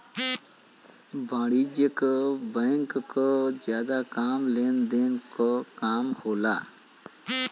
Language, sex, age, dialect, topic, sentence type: Bhojpuri, male, <18, Western, banking, statement